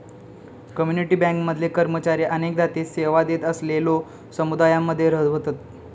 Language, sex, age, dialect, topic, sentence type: Marathi, male, 18-24, Southern Konkan, banking, statement